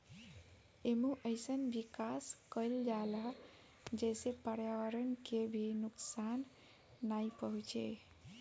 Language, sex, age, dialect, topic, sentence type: Bhojpuri, female, 25-30, Northern, agriculture, statement